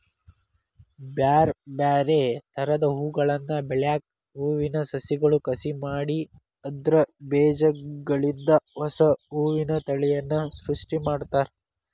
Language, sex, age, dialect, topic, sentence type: Kannada, male, 18-24, Dharwad Kannada, agriculture, statement